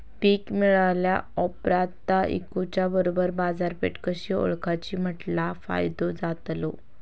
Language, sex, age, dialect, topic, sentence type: Marathi, female, 25-30, Southern Konkan, agriculture, question